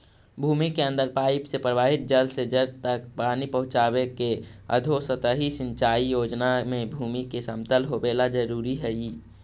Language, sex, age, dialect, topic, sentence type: Magahi, male, 25-30, Central/Standard, agriculture, statement